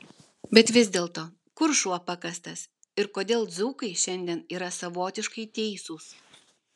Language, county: Lithuanian, Vilnius